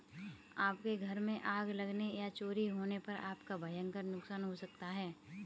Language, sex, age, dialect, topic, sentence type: Hindi, female, 18-24, Kanauji Braj Bhasha, banking, statement